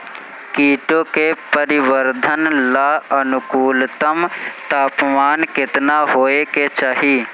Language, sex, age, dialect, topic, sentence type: Bhojpuri, male, 18-24, Northern, agriculture, question